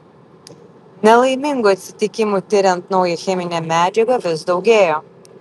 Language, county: Lithuanian, Vilnius